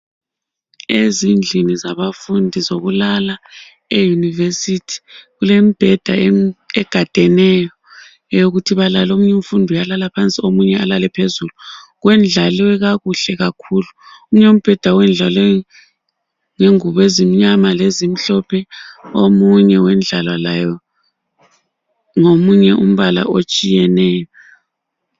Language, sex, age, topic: North Ndebele, female, 36-49, education